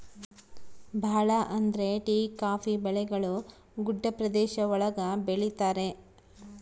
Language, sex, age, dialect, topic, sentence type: Kannada, female, 36-40, Central, agriculture, statement